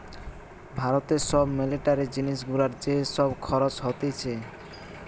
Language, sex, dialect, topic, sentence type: Bengali, male, Western, banking, statement